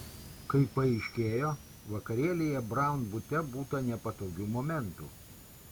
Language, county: Lithuanian, Kaunas